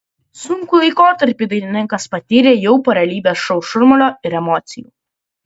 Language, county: Lithuanian, Klaipėda